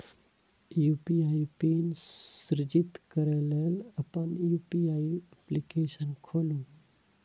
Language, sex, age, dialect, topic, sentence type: Maithili, male, 36-40, Eastern / Thethi, banking, statement